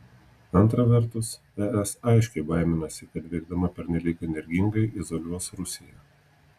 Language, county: Lithuanian, Telšiai